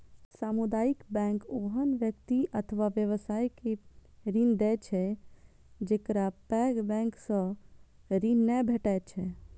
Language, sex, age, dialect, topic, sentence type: Maithili, female, 25-30, Eastern / Thethi, banking, statement